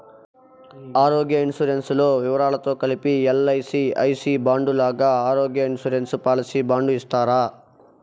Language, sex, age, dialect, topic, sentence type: Telugu, male, 41-45, Southern, banking, question